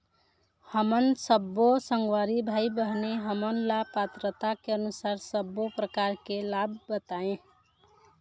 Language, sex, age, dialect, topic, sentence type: Chhattisgarhi, female, 25-30, Eastern, banking, question